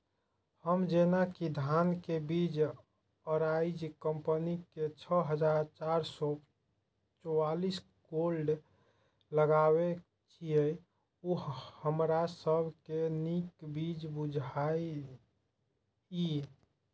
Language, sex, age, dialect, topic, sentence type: Maithili, male, 25-30, Eastern / Thethi, agriculture, question